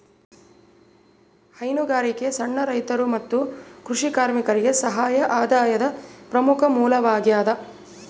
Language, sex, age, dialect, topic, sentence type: Kannada, female, 31-35, Central, agriculture, statement